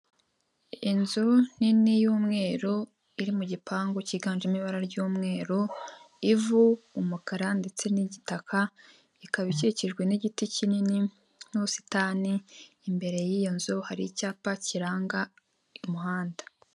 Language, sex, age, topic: Kinyarwanda, female, 18-24, government